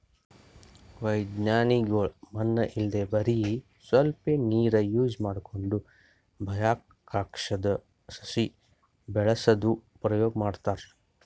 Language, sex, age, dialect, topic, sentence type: Kannada, male, 60-100, Northeastern, agriculture, statement